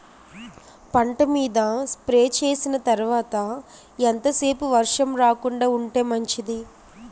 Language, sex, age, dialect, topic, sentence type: Telugu, female, 18-24, Utterandhra, agriculture, question